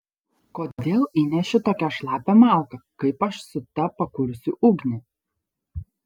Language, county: Lithuanian, Šiauliai